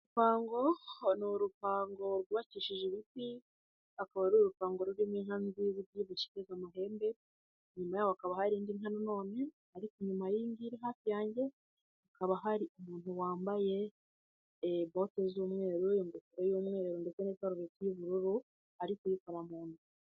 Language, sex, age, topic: Kinyarwanda, female, 18-24, agriculture